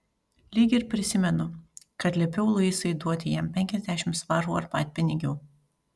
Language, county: Lithuanian, Panevėžys